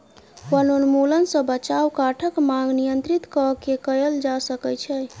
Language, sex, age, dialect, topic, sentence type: Maithili, male, 31-35, Southern/Standard, agriculture, statement